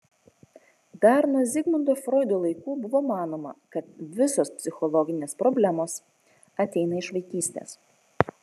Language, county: Lithuanian, Kaunas